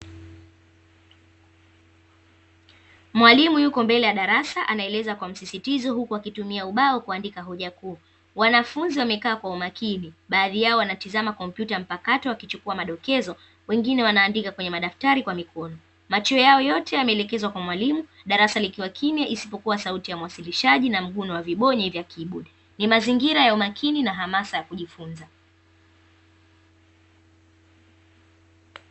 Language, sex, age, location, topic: Swahili, female, 18-24, Dar es Salaam, education